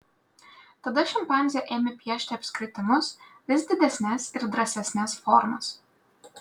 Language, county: Lithuanian, Klaipėda